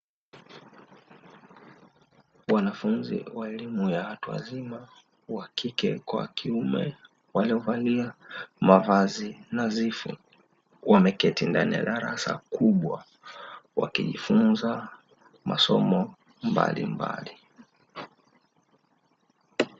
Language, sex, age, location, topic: Swahili, male, 18-24, Dar es Salaam, education